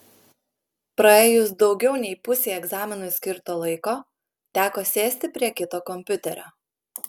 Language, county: Lithuanian, Klaipėda